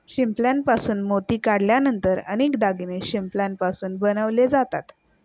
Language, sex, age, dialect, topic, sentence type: Marathi, female, 18-24, Standard Marathi, agriculture, statement